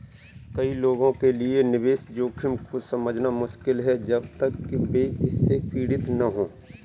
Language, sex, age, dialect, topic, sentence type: Hindi, male, 31-35, Kanauji Braj Bhasha, banking, statement